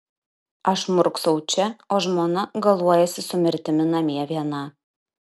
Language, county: Lithuanian, Kaunas